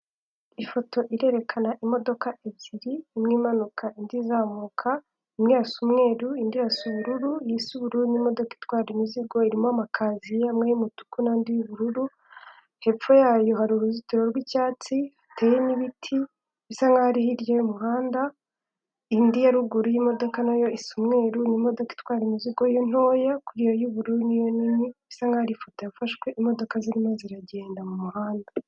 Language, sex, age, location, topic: Kinyarwanda, female, 18-24, Kigali, government